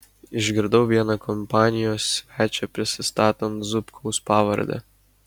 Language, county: Lithuanian, Kaunas